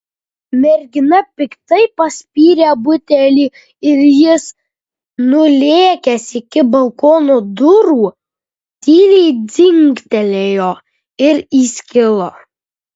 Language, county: Lithuanian, Kaunas